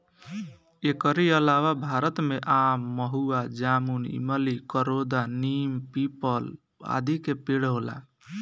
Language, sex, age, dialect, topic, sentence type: Bhojpuri, male, 18-24, Northern, agriculture, statement